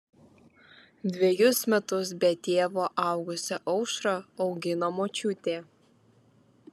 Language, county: Lithuanian, Vilnius